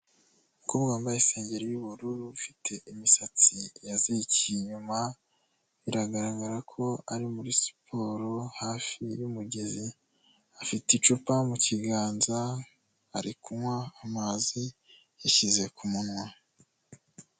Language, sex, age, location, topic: Kinyarwanda, male, 18-24, Huye, health